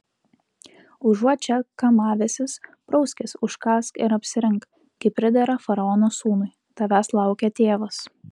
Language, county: Lithuanian, Utena